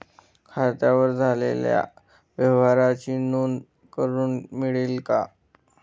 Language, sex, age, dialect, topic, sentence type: Marathi, male, 25-30, Standard Marathi, banking, question